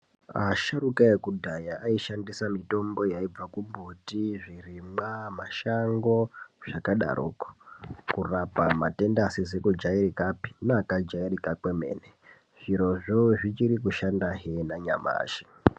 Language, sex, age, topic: Ndau, male, 18-24, health